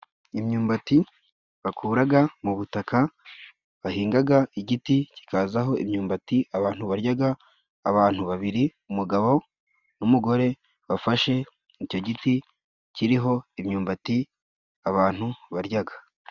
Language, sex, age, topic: Kinyarwanda, male, 25-35, agriculture